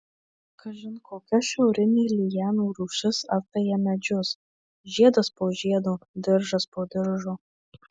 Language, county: Lithuanian, Marijampolė